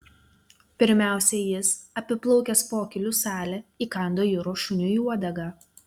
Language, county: Lithuanian, Telšiai